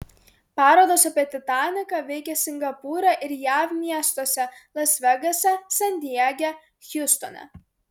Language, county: Lithuanian, Klaipėda